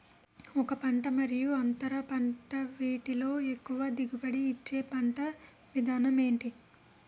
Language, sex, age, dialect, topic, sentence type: Telugu, female, 18-24, Utterandhra, agriculture, question